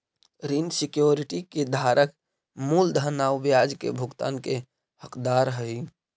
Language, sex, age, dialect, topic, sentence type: Magahi, male, 31-35, Central/Standard, banking, statement